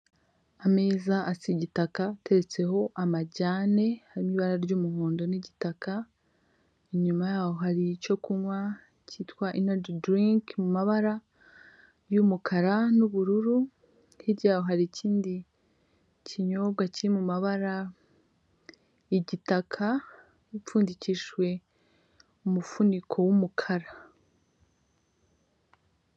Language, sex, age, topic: Kinyarwanda, female, 25-35, finance